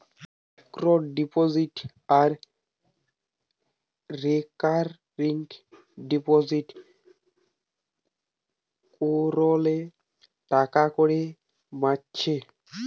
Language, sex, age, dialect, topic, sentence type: Bengali, male, 18-24, Western, banking, statement